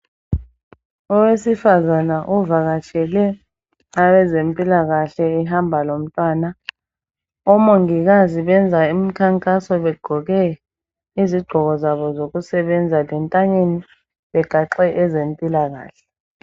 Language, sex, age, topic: North Ndebele, male, 36-49, health